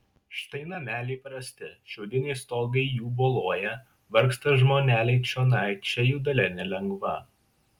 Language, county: Lithuanian, Šiauliai